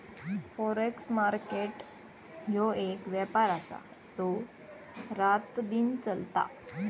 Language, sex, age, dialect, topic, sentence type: Marathi, female, 18-24, Southern Konkan, banking, statement